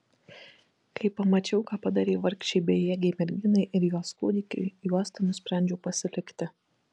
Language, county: Lithuanian, Kaunas